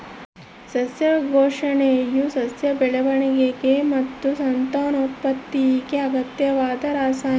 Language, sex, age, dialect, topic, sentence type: Kannada, female, 25-30, Central, agriculture, statement